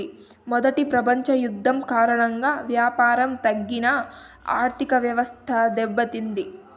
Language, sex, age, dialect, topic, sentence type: Telugu, female, 18-24, Southern, banking, statement